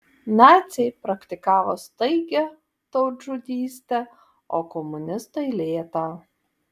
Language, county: Lithuanian, Vilnius